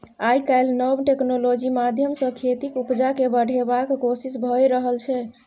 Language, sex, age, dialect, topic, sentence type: Maithili, female, 25-30, Bajjika, agriculture, statement